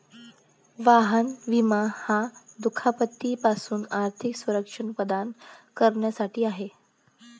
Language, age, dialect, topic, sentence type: Marathi, 25-30, Varhadi, banking, statement